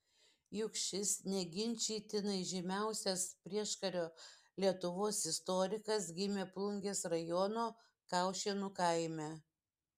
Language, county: Lithuanian, Šiauliai